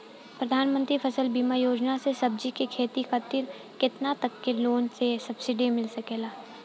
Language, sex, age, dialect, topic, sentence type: Bhojpuri, female, 18-24, Southern / Standard, agriculture, question